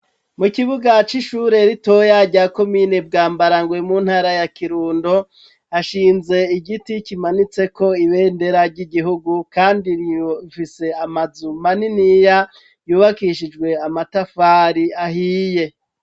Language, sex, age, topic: Rundi, male, 36-49, education